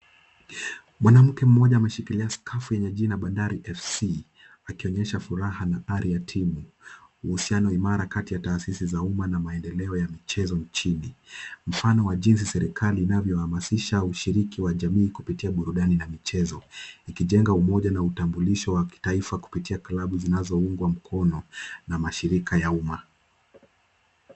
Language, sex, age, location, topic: Swahili, male, 18-24, Kisumu, government